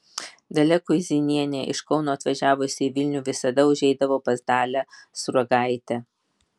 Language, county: Lithuanian, Vilnius